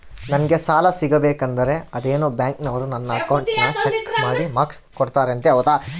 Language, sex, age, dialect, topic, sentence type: Kannada, male, 31-35, Central, banking, question